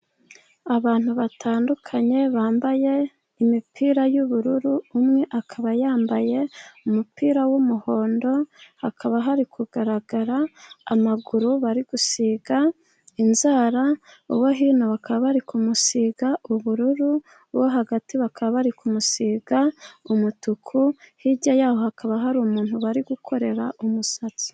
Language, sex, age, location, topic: Kinyarwanda, female, 25-35, Musanze, education